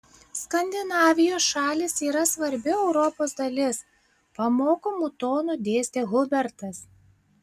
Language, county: Lithuanian, Klaipėda